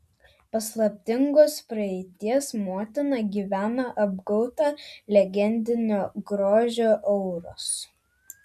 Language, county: Lithuanian, Vilnius